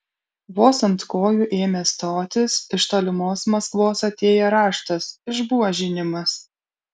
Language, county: Lithuanian, Kaunas